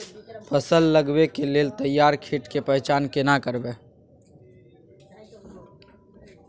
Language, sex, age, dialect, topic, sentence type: Maithili, male, 18-24, Bajjika, agriculture, question